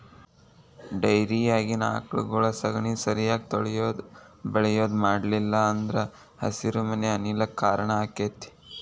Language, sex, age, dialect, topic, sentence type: Kannada, male, 18-24, Dharwad Kannada, agriculture, statement